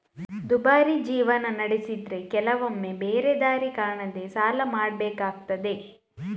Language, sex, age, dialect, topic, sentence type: Kannada, female, 18-24, Coastal/Dakshin, banking, statement